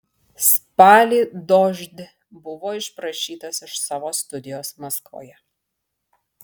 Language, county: Lithuanian, Marijampolė